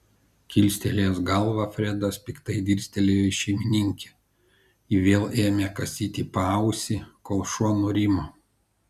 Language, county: Lithuanian, Kaunas